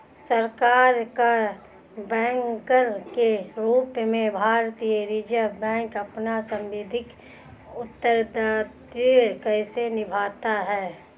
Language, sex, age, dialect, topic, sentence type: Hindi, female, 31-35, Hindustani Malvi Khadi Boli, banking, question